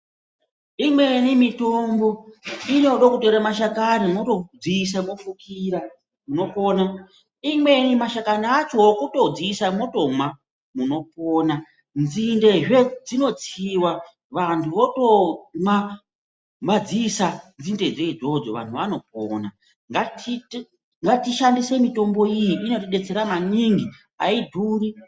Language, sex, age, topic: Ndau, female, 36-49, health